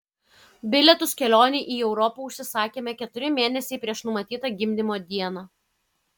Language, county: Lithuanian, Kaunas